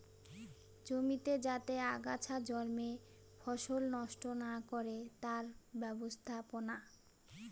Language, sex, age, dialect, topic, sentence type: Bengali, female, 31-35, Northern/Varendri, agriculture, statement